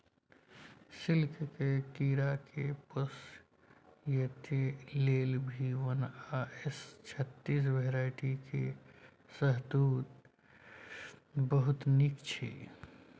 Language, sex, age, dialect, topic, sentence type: Maithili, male, 36-40, Bajjika, agriculture, statement